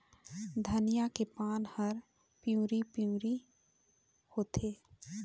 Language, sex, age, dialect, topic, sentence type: Chhattisgarhi, female, 18-24, Eastern, agriculture, question